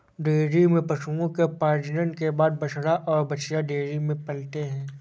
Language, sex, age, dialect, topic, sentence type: Hindi, male, 46-50, Awadhi Bundeli, agriculture, statement